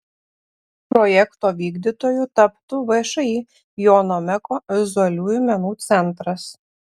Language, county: Lithuanian, Panevėžys